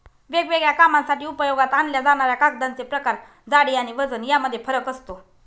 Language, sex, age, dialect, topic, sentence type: Marathi, female, 25-30, Northern Konkan, agriculture, statement